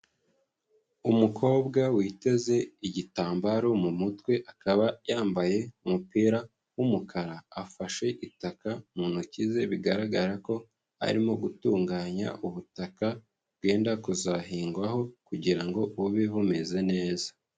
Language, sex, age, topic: Kinyarwanda, male, 25-35, agriculture